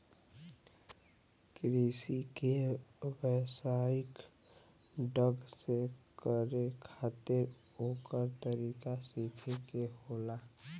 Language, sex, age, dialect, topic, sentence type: Bhojpuri, male, <18, Western, agriculture, statement